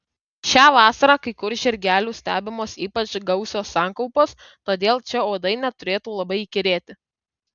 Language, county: Lithuanian, Kaunas